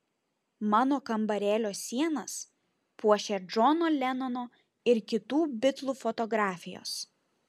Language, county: Lithuanian, Šiauliai